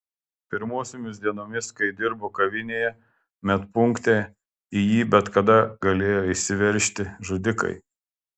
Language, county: Lithuanian, Klaipėda